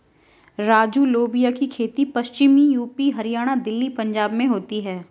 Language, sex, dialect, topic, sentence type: Hindi, female, Marwari Dhudhari, agriculture, statement